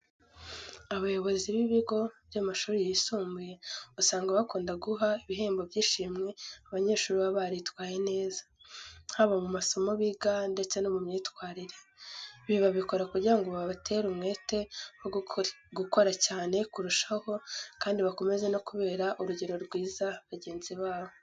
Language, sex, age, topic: Kinyarwanda, female, 18-24, education